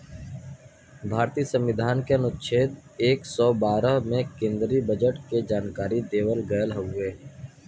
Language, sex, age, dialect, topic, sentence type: Bhojpuri, male, 60-100, Western, banking, statement